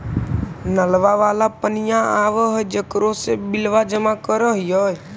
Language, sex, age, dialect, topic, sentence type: Magahi, male, 18-24, Central/Standard, banking, question